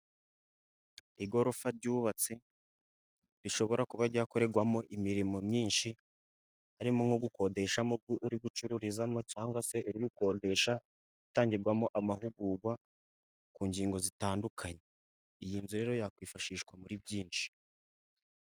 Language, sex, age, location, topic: Kinyarwanda, male, 50+, Musanze, government